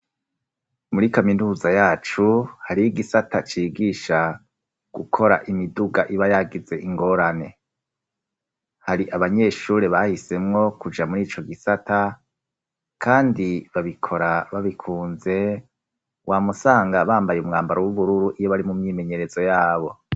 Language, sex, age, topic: Rundi, male, 36-49, education